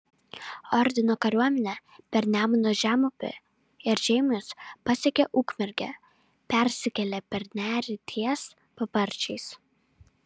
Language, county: Lithuanian, Vilnius